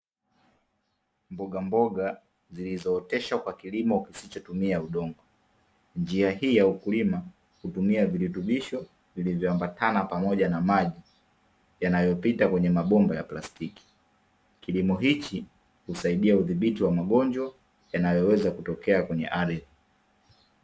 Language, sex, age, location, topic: Swahili, male, 25-35, Dar es Salaam, agriculture